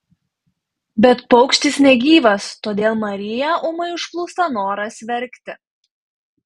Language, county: Lithuanian, Panevėžys